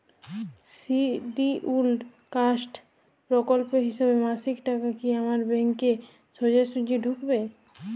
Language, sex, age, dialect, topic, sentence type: Bengali, female, 18-24, Jharkhandi, banking, question